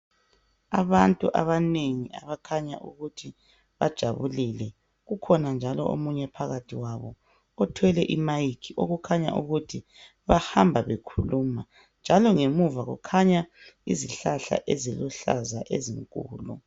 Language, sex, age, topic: North Ndebele, female, 50+, health